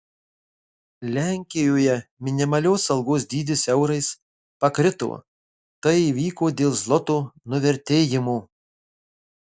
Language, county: Lithuanian, Marijampolė